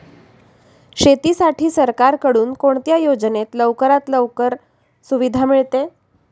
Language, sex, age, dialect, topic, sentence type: Marathi, female, 36-40, Standard Marathi, agriculture, question